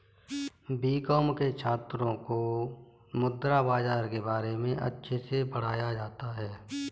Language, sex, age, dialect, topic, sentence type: Hindi, female, 18-24, Kanauji Braj Bhasha, banking, statement